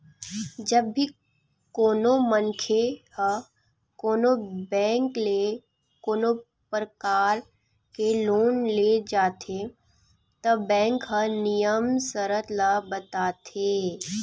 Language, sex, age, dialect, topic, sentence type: Chhattisgarhi, female, 31-35, Western/Budati/Khatahi, banking, statement